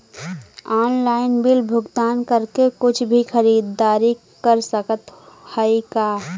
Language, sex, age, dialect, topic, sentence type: Bhojpuri, female, 18-24, Western, banking, question